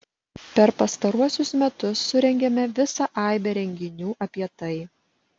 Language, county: Lithuanian, Vilnius